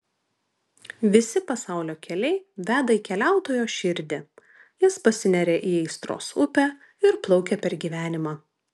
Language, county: Lithuanian, Vilnius